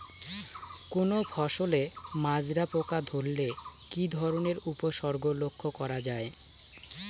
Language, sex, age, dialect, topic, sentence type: Bengali, male, 18-24, Northern/Varendri, agriculture, question